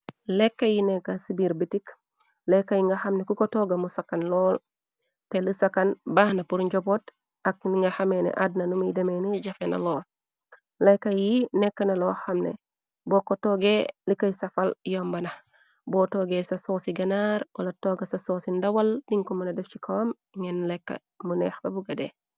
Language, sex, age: Wolof, female, 36-49